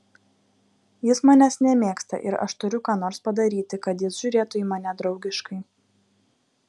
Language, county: Lithuanian, Klaipėda